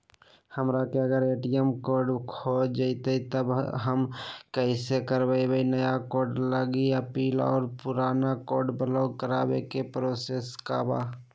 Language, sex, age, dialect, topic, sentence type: Magahi, male, 56-60, Western, banking, question